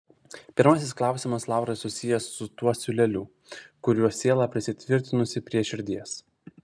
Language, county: Lithuanian, Vilnius